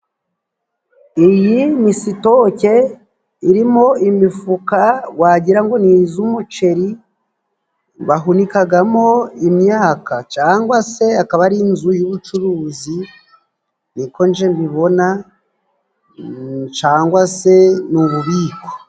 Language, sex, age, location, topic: Kinyarwanda, male, 36-49, Musanze, agriculture